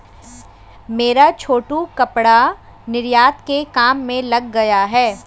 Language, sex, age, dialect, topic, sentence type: Hindi, female, 25-30, Hindustani Malvi Khadi Boli, banking, statement